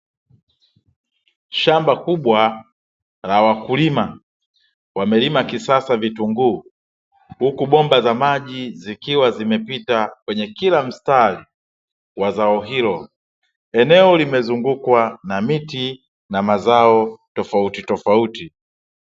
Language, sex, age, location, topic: Swahili, male, 36-49, Dar es Salaam, agriculture